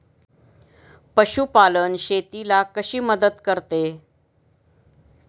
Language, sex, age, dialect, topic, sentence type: Marathi, female, 51-55, Standard Marathi, agriculture, question